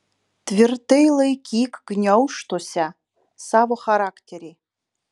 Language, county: Lithuanian, Utena